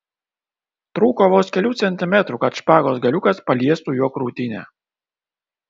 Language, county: Lithuanian, Kaunas